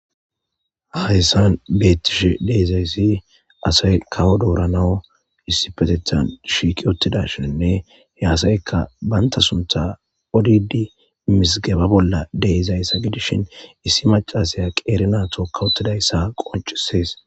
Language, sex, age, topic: Gamo, male, 18-24, government